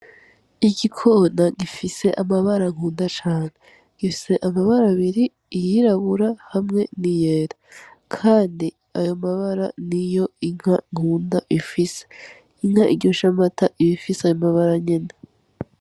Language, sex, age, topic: Rundi, female, 18-24, agriculture